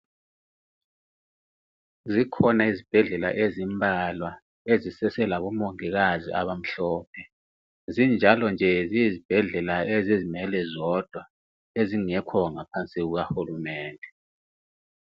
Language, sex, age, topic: North Ndebele, male, 36-49, health